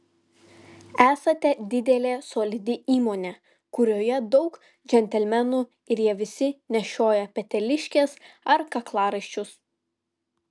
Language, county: Lithuanian, Vilnius